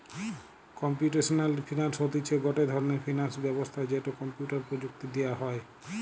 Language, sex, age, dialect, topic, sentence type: Bengali, male, 18-24, Western, banking, statement